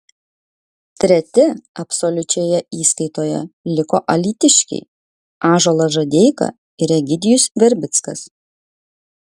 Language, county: Lithuanian, Kaunas